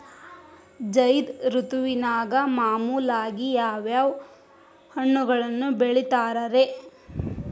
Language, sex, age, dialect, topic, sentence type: Kannada, female, 36-40, Dharwad Kannada, agriculture, question